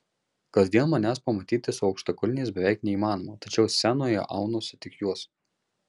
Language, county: Lithuanian, Marijampolė